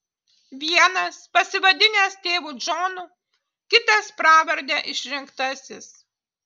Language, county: Lithuanian, Utena